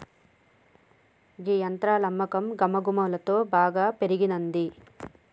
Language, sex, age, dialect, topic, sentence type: Telugu, female, 31-35, Telangana, agriculture, statement